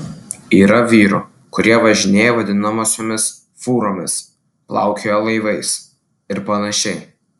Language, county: Lithuanian, Klaipėda